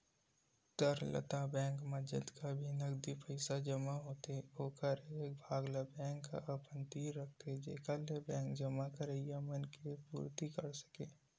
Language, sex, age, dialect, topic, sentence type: Chhattisgarhi, male, 18-24, Western/Budati/Khatahi, banking, statement